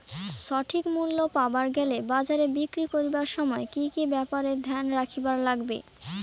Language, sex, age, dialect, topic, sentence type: Bengali, female, 18-24, Rajbangshi, agriculture, question